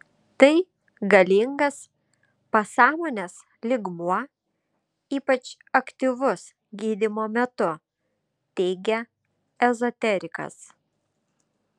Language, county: Lithuanian, Šiauliai